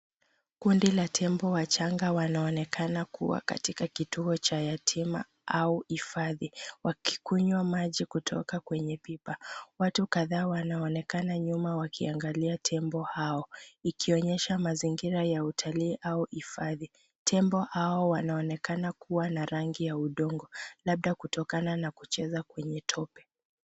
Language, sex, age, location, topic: Swahili, female, 25-35, Nairobi, government